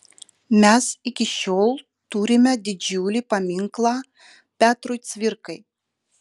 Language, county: Lithuanian, Utena